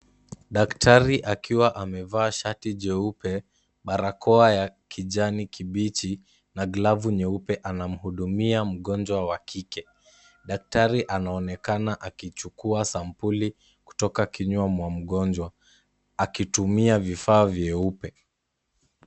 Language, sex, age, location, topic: Swahili, male, 18-24, Kisumu, health